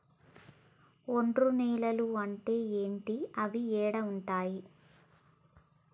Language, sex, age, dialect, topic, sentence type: Telugu, female, 18-24, Telangana, agriculture, question